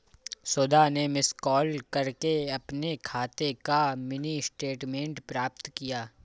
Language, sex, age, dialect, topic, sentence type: Hindi, male, 25-30, Awadhi Bundeli, banking, statement